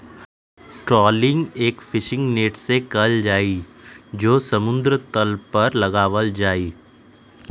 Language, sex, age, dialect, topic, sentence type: Magahi, male, 25-30, Western, agriculture, statement